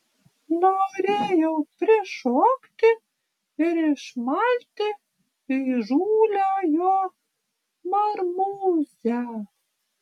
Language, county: Lithuanian, Panevėžys